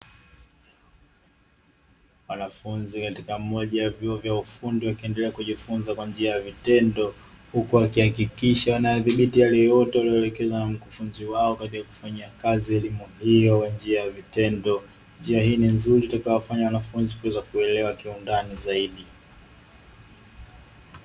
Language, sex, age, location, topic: Swahili, male, 25-35, Dar es Salaam, education